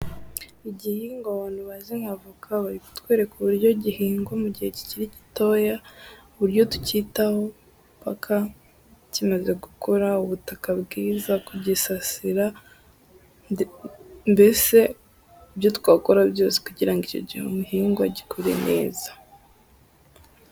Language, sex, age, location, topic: Kinyarwanda, female, 18-24, Musanze, agriculture